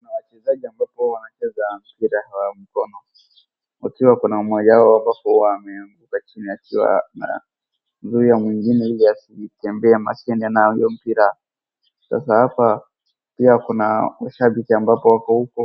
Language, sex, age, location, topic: Swahili, female, 36-49, Wajir, government